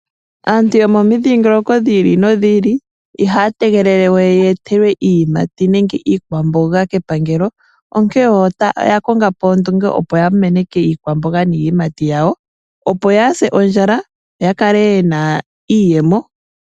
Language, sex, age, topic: Oshiwambo, female, 18-24, agriculture